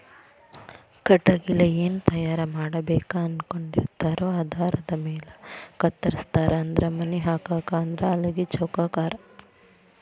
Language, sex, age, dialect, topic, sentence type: Kannada, female, 18-24, Dharwad Kannada, agriculture, statement